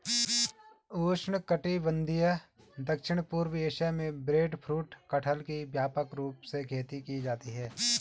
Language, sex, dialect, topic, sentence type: Hindi, male, Garhwali, agriculture, statement